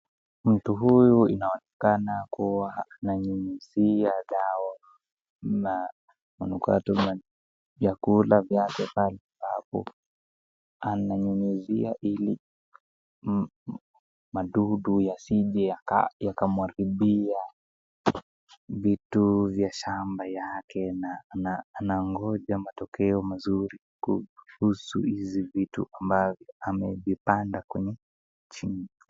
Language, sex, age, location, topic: Swahili, female, 36-49, Nakuru, health